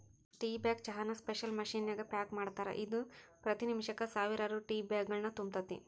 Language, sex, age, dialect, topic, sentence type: Kannada, female, 31-35, Dharwad Kannada, agriculture, statement